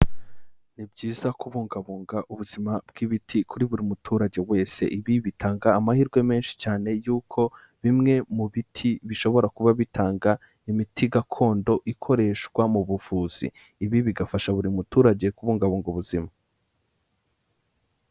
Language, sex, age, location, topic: Kinyarwanda, male, 18-24, Kigali, health